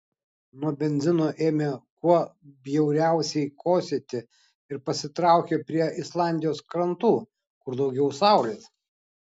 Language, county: Lithuanian, Kaunas